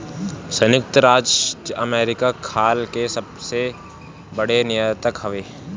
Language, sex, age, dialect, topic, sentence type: Bhojpuri, male, <18, Northern, agriculture, statement